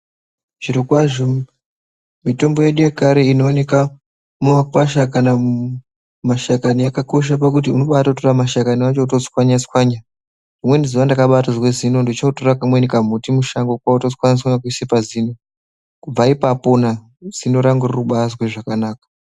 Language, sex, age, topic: Ndau, male, 18-24, health